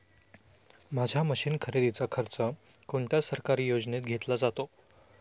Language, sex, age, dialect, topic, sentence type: Marathi, male, 25-30, Standard Marathi, agriculture, question